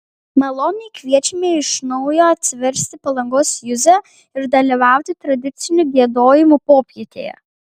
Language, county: Lithuanian, Kaunas